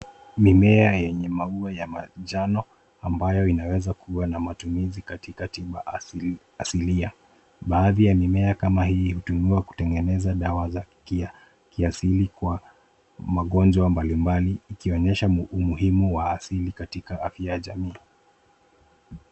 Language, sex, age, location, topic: Swahili, male, 25-35, Nairobi, health